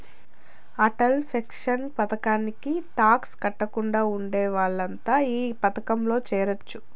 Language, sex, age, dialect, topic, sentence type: Telugu, female, 31-35, Southern, banking, statement